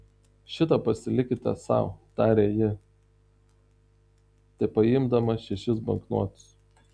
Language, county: Lithuanian, Tauragė